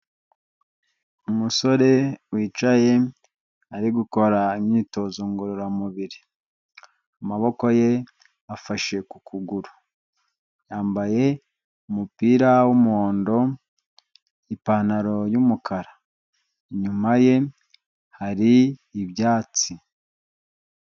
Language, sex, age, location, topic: Kinyarwanda, male, 25-35, Huye, health